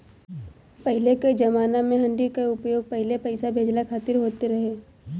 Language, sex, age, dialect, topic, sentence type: Bhojpuri, female, 18-24, Northern, banking, statement